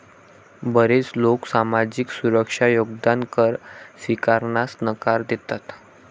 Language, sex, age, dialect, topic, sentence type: Marathi, male, 18-24, Varhadi, banking, statement